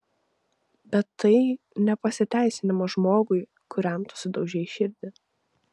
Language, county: Lithuanian, Vilnius